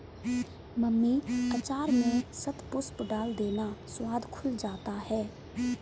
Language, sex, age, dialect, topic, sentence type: Hindi, female, 18-24, Kanauji Braj Bhasha, agriculture, statement